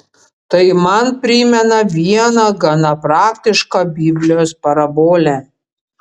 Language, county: Lithuanian, Panevėžys